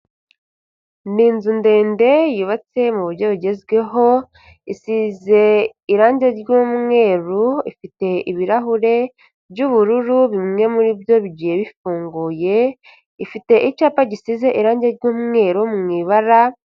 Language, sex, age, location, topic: Kinyarwanda, female, 50+, Kigali, finance